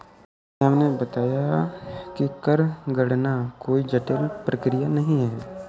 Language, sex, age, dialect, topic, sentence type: Hindi, male, 18-24, Awadhi Bundeli, banking, statement